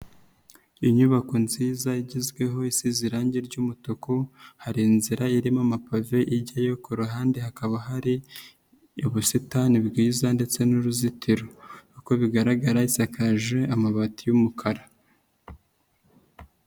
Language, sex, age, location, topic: Kinyarwanda, female, 25-35, Nyagatare, finance